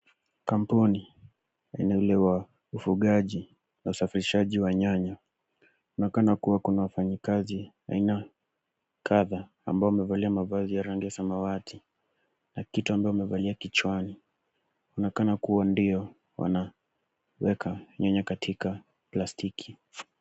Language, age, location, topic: Swahili, 18-24, Nairobi, agriculture